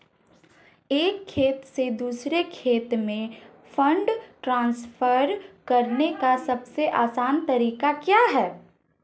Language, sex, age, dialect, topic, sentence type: Hindi, female, 25-30, Marwari Dhudhari, banking, question